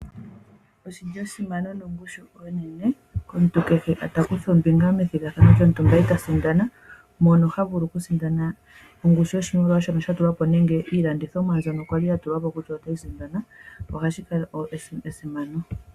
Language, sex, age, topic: Oshiwambo, female, 25-35, finance